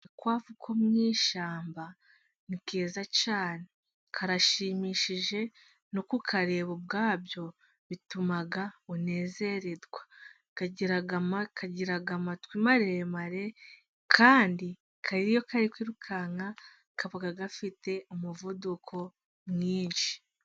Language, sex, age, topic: Kinyarwanda, female, 18-24, agriculture